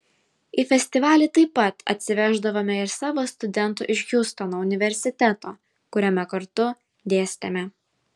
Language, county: Lithuanian, Vilnius